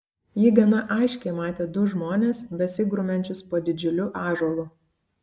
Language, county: Lithuanian, Klaipėda